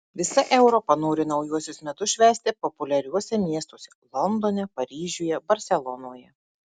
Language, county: Lithuanian, Marijampolė